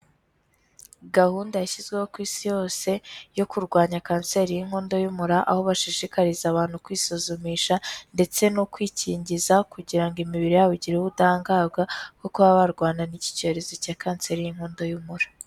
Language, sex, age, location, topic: Kinyarwanda, female, 18-24, Kigali, health